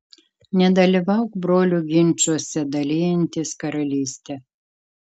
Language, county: Lithuanian, Kaunas